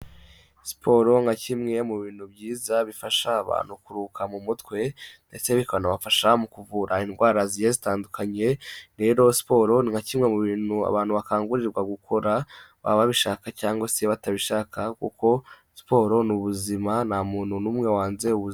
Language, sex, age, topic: Kinyarwanda, male, 18-24, health